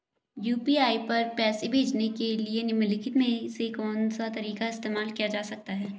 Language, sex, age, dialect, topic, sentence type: Hindi, female, 18-24, Hindustani Malvi Khadi Boli, banking, question